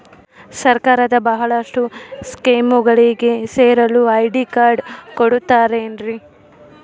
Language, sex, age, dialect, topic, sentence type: Kannada, female, 25-30, Central, banking, question